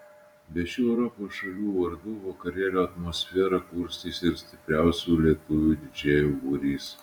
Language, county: Lithuanian, Utena